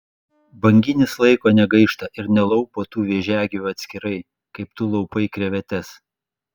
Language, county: Lithuanian, Klaipėda